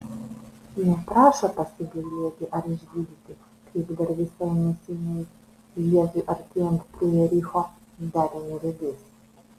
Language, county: Lithuanian, Vilnius